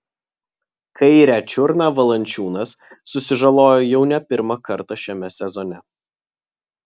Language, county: Lithuanian, Vilnius